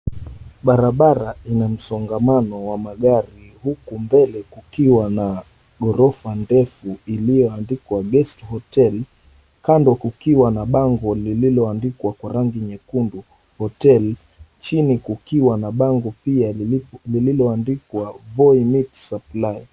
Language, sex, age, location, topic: Swahili, male, 25-35, Mombasa, government